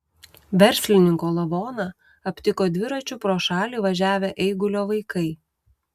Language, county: Lithuanian, Utena